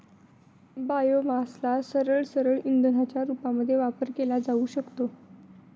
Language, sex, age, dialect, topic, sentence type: Marathi, female, 25-30, Northern Konkan, agriculture, statement